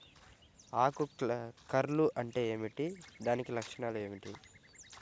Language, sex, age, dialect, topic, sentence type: Telugu, male, 25-30, Central/Coastal, agriculture, question